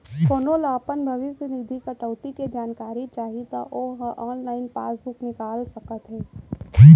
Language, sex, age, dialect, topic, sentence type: Chhattisgarhi, female, 18-24, Central, banking, statement